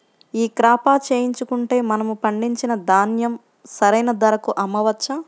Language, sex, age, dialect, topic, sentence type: Telugu, female, 51-55, Central/Coastal, agriculture, question